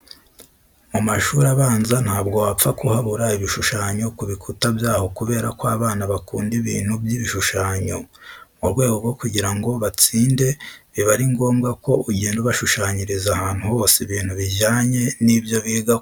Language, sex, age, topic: Kinyarwanda, male, 25-35, education